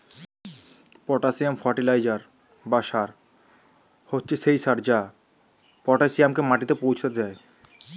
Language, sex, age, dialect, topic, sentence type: Bengali, male, 25-30, Standard Colloquial, agriculture, statement